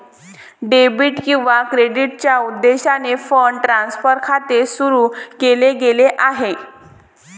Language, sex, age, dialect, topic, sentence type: Marathi, female, 18-24, Varhadi, banking, statement